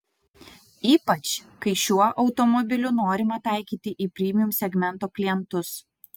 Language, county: Lithuanian, Utena